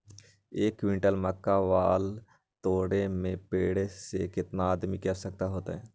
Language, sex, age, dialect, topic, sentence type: Magahi, male, 41-45, Western, agriculture, question